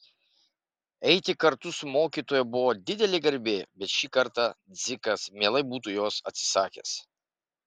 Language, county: Lithuanian, Marijampolė